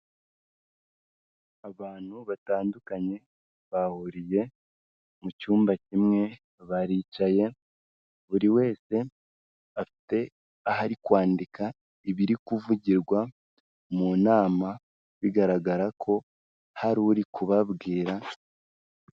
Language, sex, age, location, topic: Kinyarwanda, male, 18-24, Kigali, health